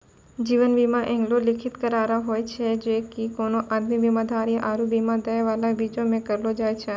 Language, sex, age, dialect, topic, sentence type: Maithili, female, 60-100, Angika, banking, statement